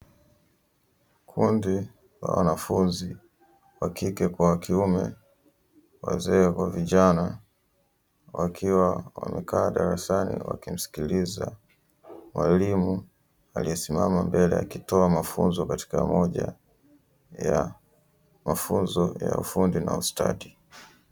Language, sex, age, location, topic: Swahili, male, 18-24, Dar es Salaam, education